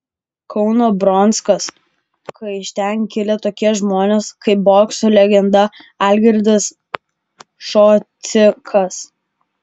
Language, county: Lithuanian, Kaunas